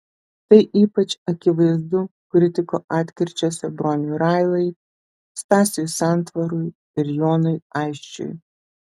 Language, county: Lithuanian, Telšiai